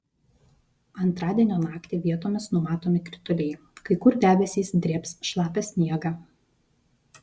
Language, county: Lithuanian, Vilnius